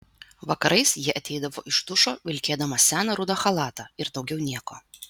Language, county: Lithuanian, Vilnius